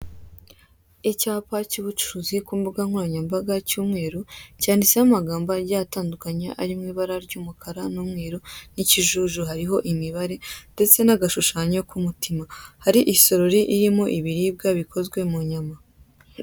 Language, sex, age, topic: Kinyarwanda, female, 18-24, finance